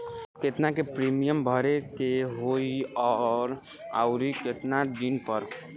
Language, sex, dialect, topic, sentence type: Bhojpuri, male, Southern / Standard, banking, question